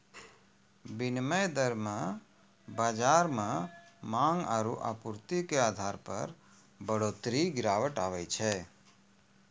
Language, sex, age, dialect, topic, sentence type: Maithili, male, 41-45, Angika, banking, statement